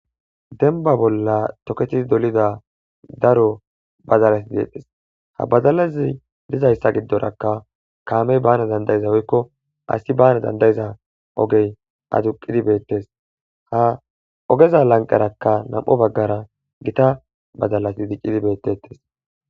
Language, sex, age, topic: Gamo, male, 18-24, agriculture